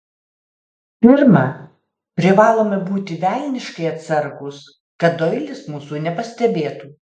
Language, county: Lithuanian, Alytus